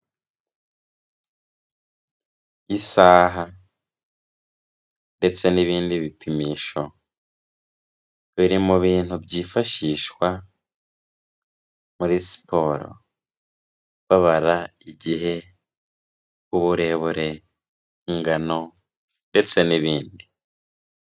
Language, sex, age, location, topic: Kinyarwanda, female, 18-24, Kigali, health